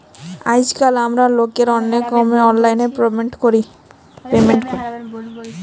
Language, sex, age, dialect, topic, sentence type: Bengali, female, 18-24, Jharkhandi, banking, statement